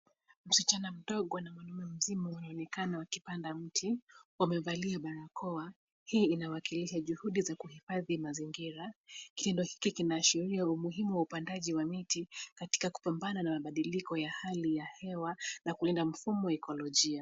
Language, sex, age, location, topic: Swahili, female, 25-35, Nairobi, government